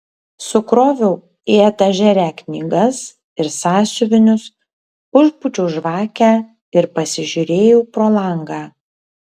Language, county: Lithuanian, Kaunas